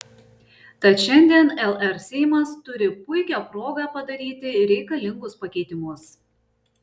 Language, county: Lithuanian, Šiauliai